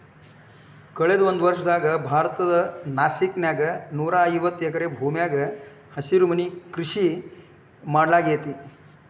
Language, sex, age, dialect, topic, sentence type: Kannada, male, 56-60, Dharwad Kannada, agriculture, statement